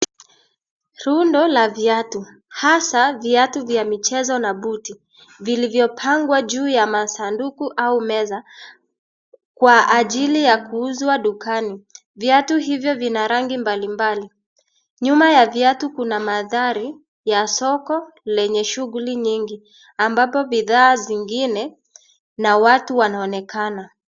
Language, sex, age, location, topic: Swahili, male, 25-35, Kisii, finance